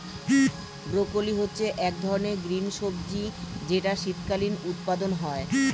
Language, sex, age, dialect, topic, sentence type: Bengali, male, 41-45, Standard Colloquial, agriculture, statement